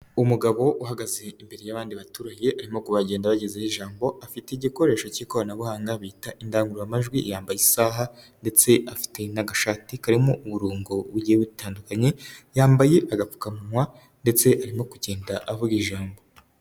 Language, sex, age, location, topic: Kinyarwanda, male, 36-49, Nyagatare, agriculture